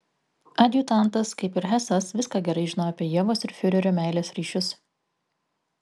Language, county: Lithuanian, Kaunas